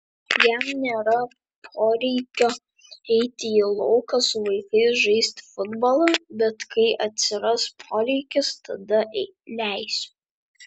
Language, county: Lithuanian, Vilnius